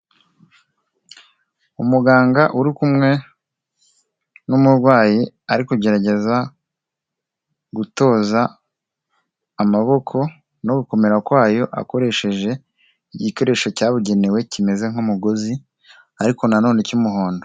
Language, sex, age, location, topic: Kinyarwanda, male, 18-24, Kigali, health